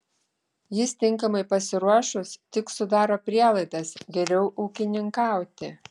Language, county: Lithuanian, Klaipėda